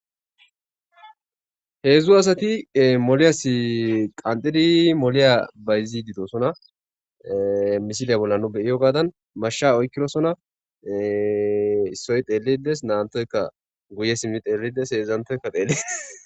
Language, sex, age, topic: Gamo, female, 18-24, government